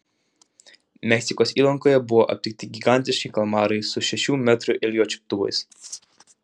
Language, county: Lithuanian, Utena